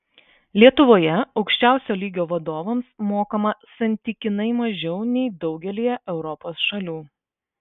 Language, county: Lithuanian, Vilnius